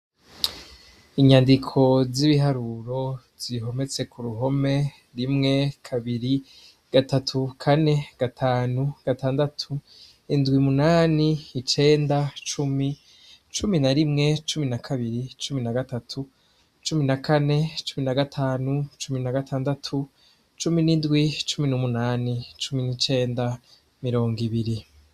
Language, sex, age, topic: Rundi, male, 25-35, education